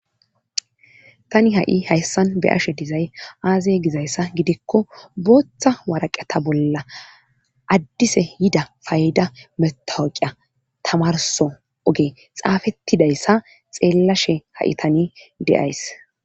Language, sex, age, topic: Gamo, female, 25-35, government